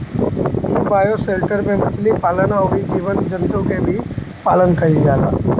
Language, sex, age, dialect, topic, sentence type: Bhojpuri, male, 31-35, Northern, agriculture, statement